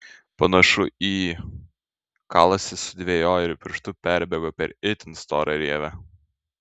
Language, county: Lithuanian, Šiauliai